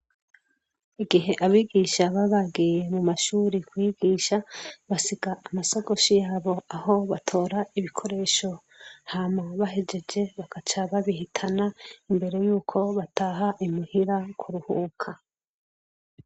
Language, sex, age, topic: Rundi, female, 25-35, education